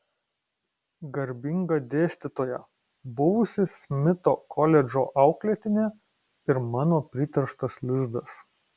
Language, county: Lithuanian, Kaunas